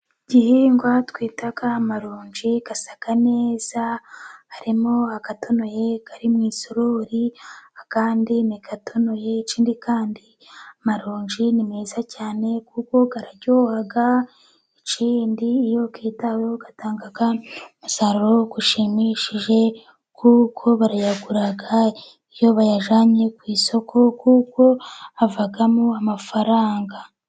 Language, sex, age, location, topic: Kinyarwanda, female, 25-35, Musanze, agriculture